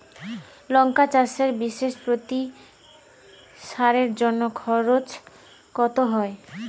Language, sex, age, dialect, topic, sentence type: Bengali, female, 25-30, Rajbangshi, agriculture, question